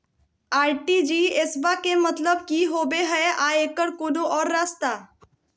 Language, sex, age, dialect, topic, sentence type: Magahi, female, 18-24, Southern, banking, question